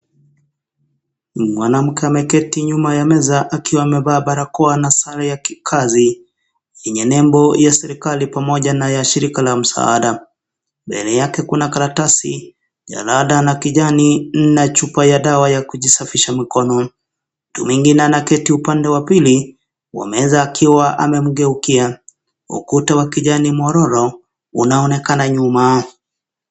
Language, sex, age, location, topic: Swahili, male, 25-35, Kisii, health